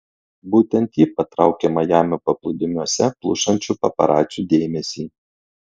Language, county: Lithuanian, Klaipėda